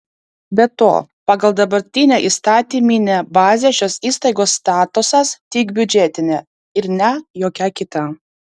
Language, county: Lithuanian, Vilnius